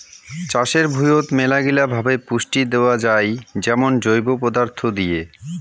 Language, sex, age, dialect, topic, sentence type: Bengali, male, 25-30, Rajbangshi, agriculture, statement